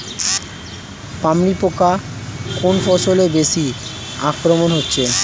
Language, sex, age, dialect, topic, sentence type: Bengali, male, 18-24, Standard Colloquial, agriculture, question